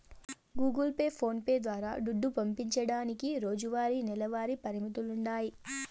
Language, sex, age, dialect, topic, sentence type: Telugu, female, 18-24, Southern, banking, statement